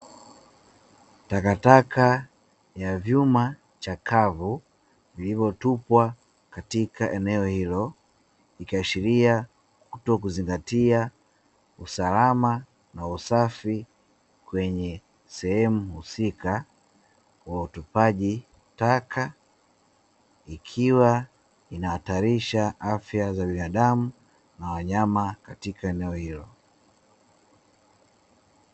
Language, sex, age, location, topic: Swahili, male, 25-35, Dar es Salaam, government